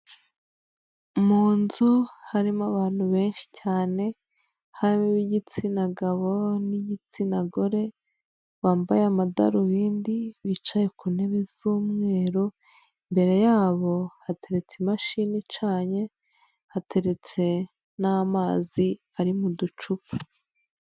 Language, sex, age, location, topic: Kinyarwanda, female, 25-35, Huye, health